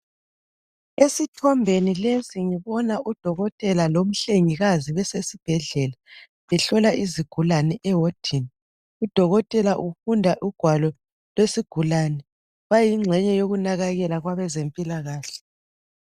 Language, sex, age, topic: North Ndebele, female, 36-49, health